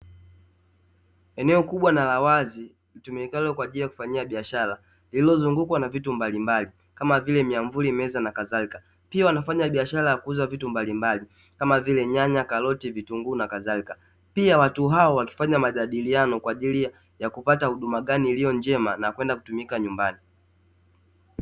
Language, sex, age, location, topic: Swahili, male, 18-24, Dar es Salaam, finance